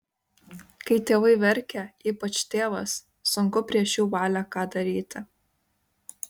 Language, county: Lithuanian, Kaunas